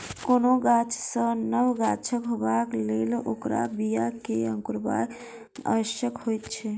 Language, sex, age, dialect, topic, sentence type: Maithili, female, 56-60, Southern/Standard, agriculture, statement